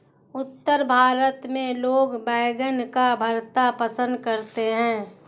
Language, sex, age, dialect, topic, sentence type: Hindi, female, 18-24, Hindustani Malvi Khadi Boli, agriculture, statement